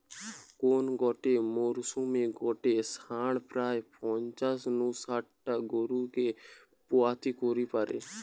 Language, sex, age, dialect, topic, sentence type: Bengali, male, <18, Western, agriculture, statement